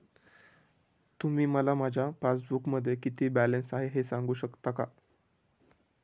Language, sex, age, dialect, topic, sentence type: Marathi, male, 18-24, Standard Marathi, banking, question